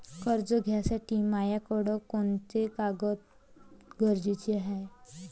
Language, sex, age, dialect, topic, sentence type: Marathi, female, 25-30, Varhadi, banking, question